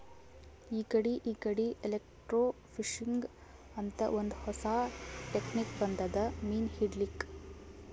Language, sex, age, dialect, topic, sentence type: Kannada, female, 18-24, Northeastern, agriculture, statement